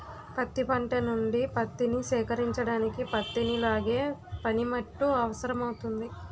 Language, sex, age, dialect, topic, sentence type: Telugu, female, 18-24, Utterandhra, agriculture, statement